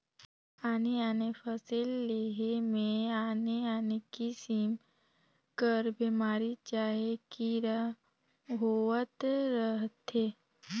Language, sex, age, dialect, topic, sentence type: Chhattisgarhi, female, 18-24, Northern/Bhandar, agriculture, statement